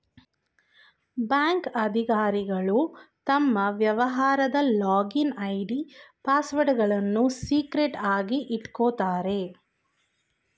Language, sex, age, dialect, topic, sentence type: Kannada, female, 25-30, Mysore Kannada, banking, statement